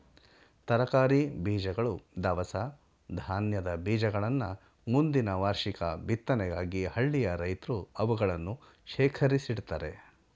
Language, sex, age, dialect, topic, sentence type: Kannada, male, 51-55, Mysore Kannada, agriculture, statement